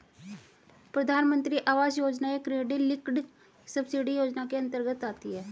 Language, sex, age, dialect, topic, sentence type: Hindi, female, 36-40, Hindustani Malvi Khadi Boli, banking, statement